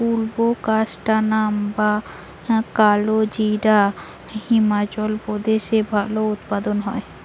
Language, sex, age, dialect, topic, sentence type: Bengali, female, 18-24, Rajbangshi, agriculture, question